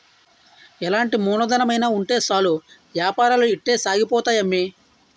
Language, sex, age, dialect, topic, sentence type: Telugu, male, 31-35, Utterandhra, banking, statement